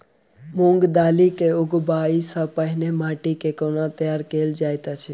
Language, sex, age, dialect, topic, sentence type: Maithili, male, 18-24, Southern/Standard, agriculture, question